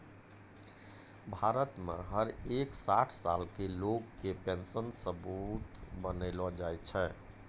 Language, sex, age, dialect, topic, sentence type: Maithili, male, 51-55, Angika, banking, statement